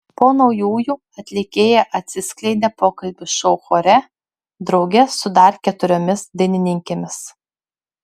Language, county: Lithuanian, Klaipėda